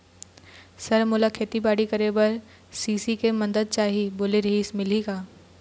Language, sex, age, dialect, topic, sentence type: Chhattisgarhi, female, 18-24, Eastern, banking, question